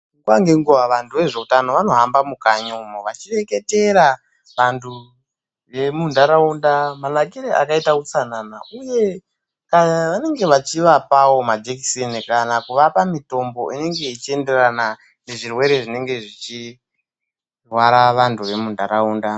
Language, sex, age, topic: Ndau, male, 18-24, health